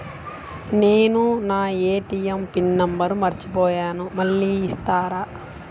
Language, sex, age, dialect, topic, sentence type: Telugu, female, 36-40, Central/Coastal, banking, question